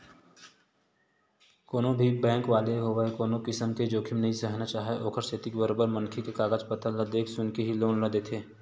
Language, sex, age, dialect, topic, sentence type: Chhattisgarhi, male, 18-24, Western/Budati/Khatahi, banking, statement